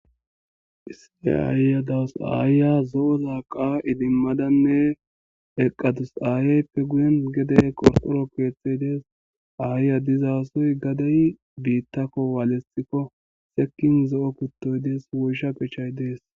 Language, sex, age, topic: Gamo, male, 18-24, agriculture